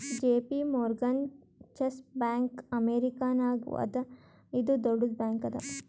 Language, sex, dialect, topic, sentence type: Kannada, female, Northeastern, banking, statement